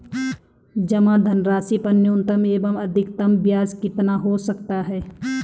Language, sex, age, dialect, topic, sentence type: Hindi, female, 31-35, Garhwali, banking, question